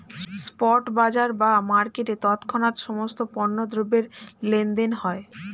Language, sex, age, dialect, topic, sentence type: Bengali, female, 25-30, Standard Colloquial, banking, statement